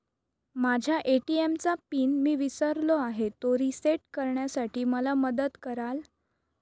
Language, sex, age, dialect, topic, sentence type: Marathi, female, 31-35, Northern Konkan, banking, question